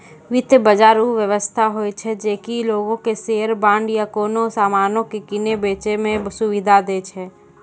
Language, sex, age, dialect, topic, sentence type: Maithili, female, 60-100, Angika, banking, statement